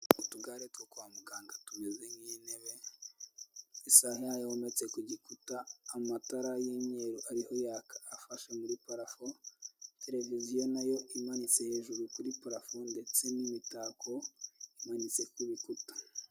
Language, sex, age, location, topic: Kinyarwanda, male, 18-24, Kigali, health